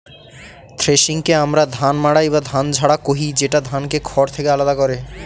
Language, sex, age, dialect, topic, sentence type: Bengali, male, 18-24, Northern/Varendri, agriculture, statement